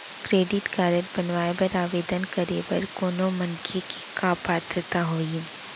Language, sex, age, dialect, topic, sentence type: Chhattisgarhi, female, 60-100, Central, banking, question